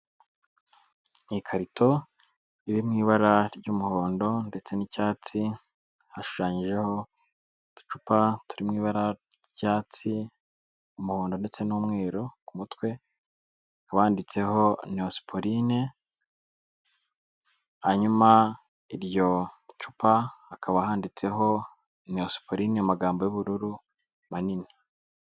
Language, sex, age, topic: Kinyarwanda, male, 18-24, health